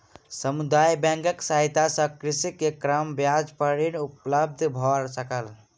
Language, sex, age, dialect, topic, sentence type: Maithili, male, 60-100, Southern/Standard, banking, statement